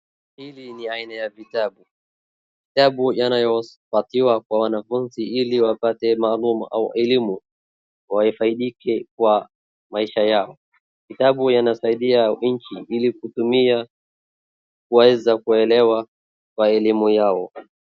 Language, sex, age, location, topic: Swahili, male, 36-49, Wajir, education